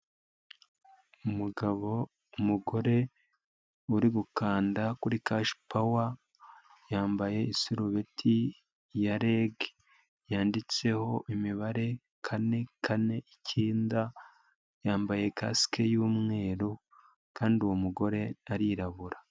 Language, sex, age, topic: Kinyarwanda, male, 25-35, government